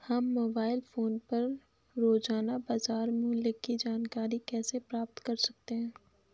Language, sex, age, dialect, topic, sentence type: Hindi, female, 25-30, Awadhi Bundeli, agriculture, question